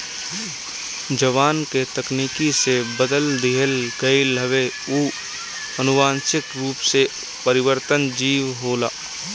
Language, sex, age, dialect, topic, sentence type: Bhojpuri, male, 18-24, Northern, agriculture, statement